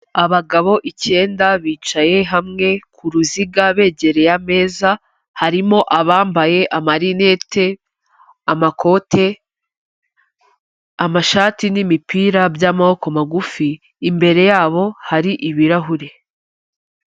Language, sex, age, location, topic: Kinyarwanda, female, 25-35, Kigali, health